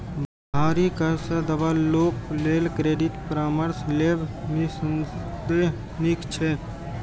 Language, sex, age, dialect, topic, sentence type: Maithili, male, 18-24, Eastern / Thethi, banking, statement